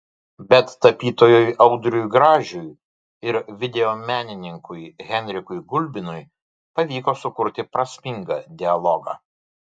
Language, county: Lithuanian, Vilnius